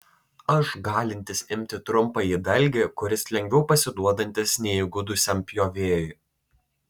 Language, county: Lithuanian, Telšiai